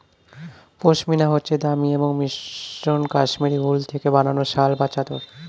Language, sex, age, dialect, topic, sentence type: Bengali, male, 25-30, Standard Colloquial, agriculture, statement